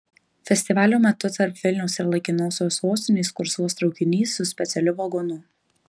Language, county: Lithuanian, Marijampolė